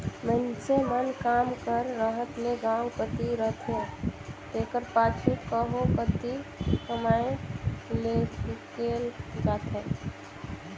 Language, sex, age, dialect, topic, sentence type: Chhattisgarhi, female, 25-30, Northern/Bhandar, agriculture, statement